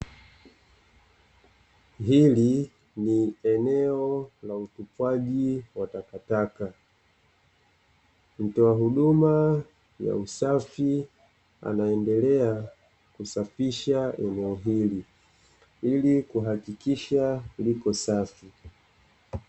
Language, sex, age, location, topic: Swahili, male, 25-35, Dar es Salaam, government